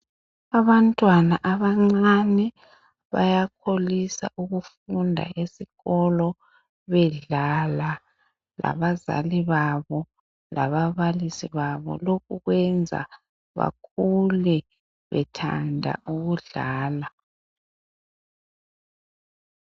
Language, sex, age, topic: North Ndebele, female, 50+, education